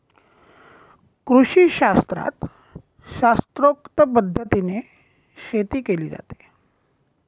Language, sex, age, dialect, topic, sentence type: Marathi, male, 18-24, Northern Konkan, agriculture, statement